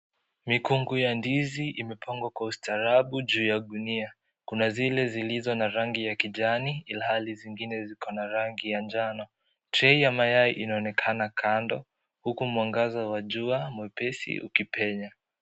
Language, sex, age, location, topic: Swahili, male, 18-24, Kisii, finance